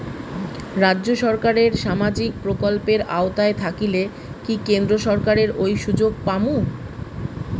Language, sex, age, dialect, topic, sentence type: Bengali, female, 36-40, Rajbangshi, banking, question